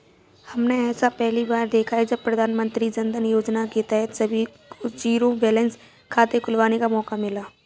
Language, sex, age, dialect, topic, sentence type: Hindi, female, 46-50, Kanauji Braj Bhasha, banking, statement